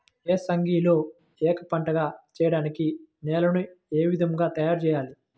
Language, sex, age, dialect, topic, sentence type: Telugu, male, 25-30, Central/Coastal, agriculture, question